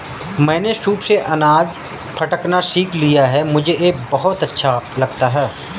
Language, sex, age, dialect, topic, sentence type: Hindi, male, 31-35, Marwari Dhudhari, agriculture, statement